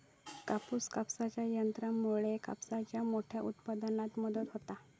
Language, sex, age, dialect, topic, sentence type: Marathi, female, 18-24, Southern Konkan, agriculture, statement